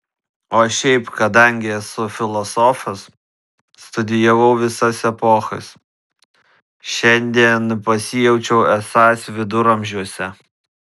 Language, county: Lithuanian, Vilnius